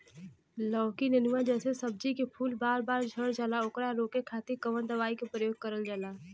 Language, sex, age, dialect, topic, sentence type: Bhojpuri, female, 18-24, Western, agriculture, question